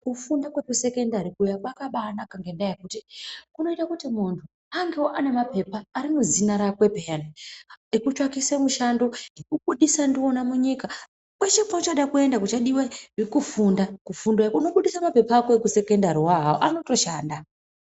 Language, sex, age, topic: Ndau, female, 25-35, education